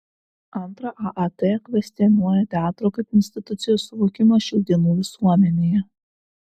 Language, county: Lithuanian, Vilnius